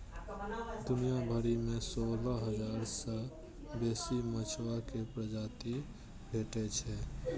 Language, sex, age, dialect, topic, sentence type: Maithili, male, 18-24, Eastern / Thethi, agriculture, statement